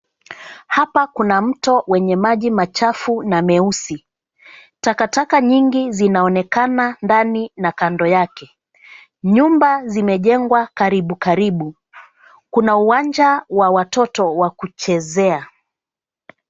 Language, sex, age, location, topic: Swahili, female, 36-49, Nairobi, government